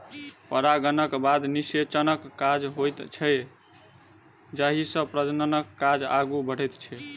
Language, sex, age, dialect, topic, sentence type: Maithili, male, 18-24, Southern/Standard, agriculture, statement